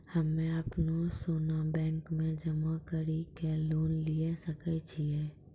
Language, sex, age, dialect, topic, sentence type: Maithili, female, 18-24, Angika, banking, question